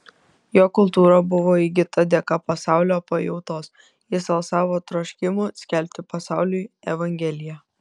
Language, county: Lithuanian, Kaunas